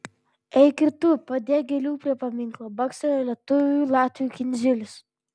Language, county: Lithuanian, Vilnius